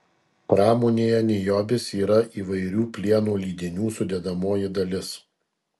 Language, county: Lithuanian, Kaunas